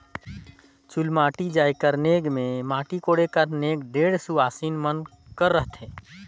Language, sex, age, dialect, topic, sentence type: Chhattisgarhi, male, 18-24, Northern/Bhandar, agriculture, statement